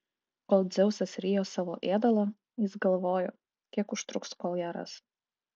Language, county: Lithuanian, Klaipėda